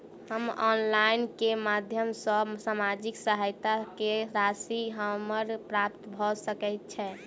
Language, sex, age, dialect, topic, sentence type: Maithili, female, 18-24, Southern/Standard, banking, question